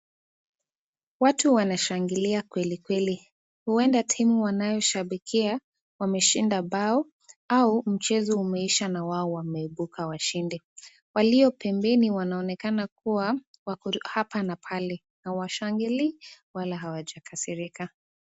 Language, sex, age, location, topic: Swahili, female, 18-24, Nakuru, government